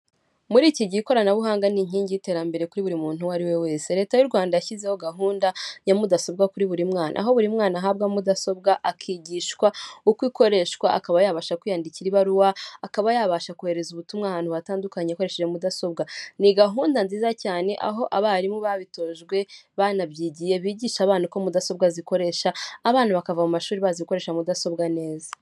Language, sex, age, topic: Kinyarwanda, female, 18-24, government